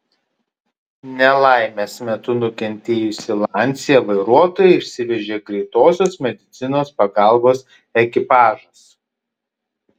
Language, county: Lithuanian, Kaunas